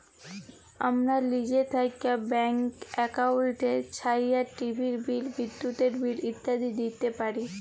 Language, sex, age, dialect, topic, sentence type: Bengali, female, 18-24, Jharkhandi, banking, statement